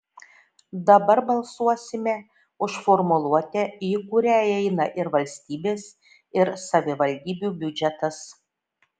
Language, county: Lithuanian, Šiauliai